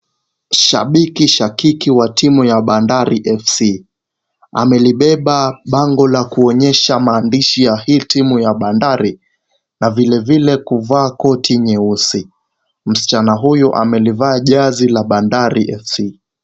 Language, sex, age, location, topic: Swahili, male, 18-24, Kisumu, government